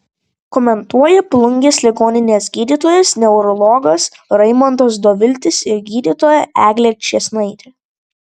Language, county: Lithuanian, Vilnius